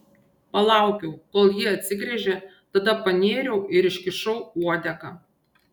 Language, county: Lithuanian, Šiauliai